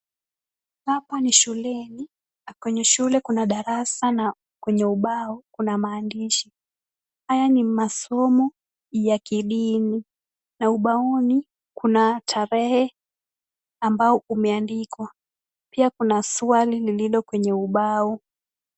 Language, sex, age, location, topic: Swahili, female, 25-35, Kisumu, education